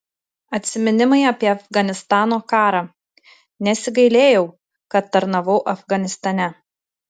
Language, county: Lithuanian, Tauragė